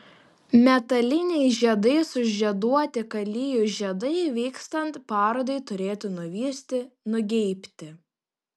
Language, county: Lithuanian, Panevėžys